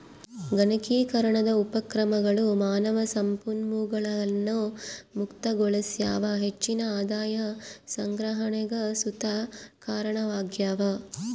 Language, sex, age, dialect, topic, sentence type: Kannada, female, 36-40, Central, banking, statement